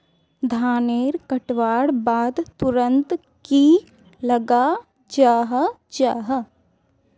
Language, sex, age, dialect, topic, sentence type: Magahi, female, 36-40, Northeastern/Surjapuri, agriculture, question